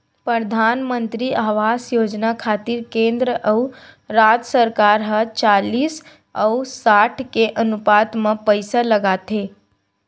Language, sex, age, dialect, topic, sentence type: Chhattisgarhi, female, 51-55, Western/Budati/Khatahi, banking, statement